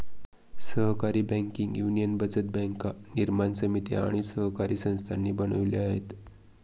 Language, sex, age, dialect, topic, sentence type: Marathi, male, 25-30, Northern Konkan, banking, statement